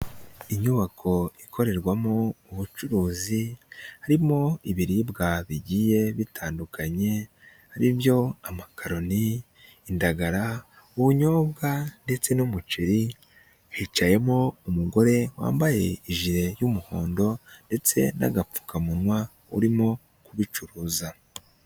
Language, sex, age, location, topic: Kinyarwanda, male, 18-24, Nyagatare, finance